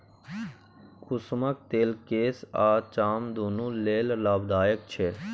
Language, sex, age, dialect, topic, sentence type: Maithili, male, 18-24, Bajjika, agriculture, statement